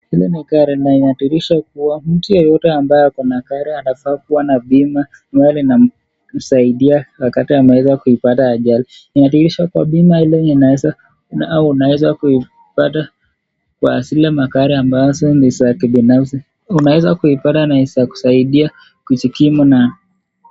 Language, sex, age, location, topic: Swahili, male, 25-35, Nakuru, finance